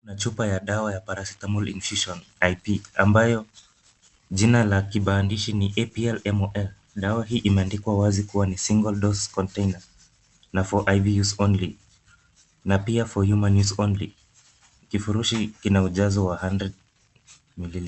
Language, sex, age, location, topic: Swahili, male, 25-35, Nairobi, health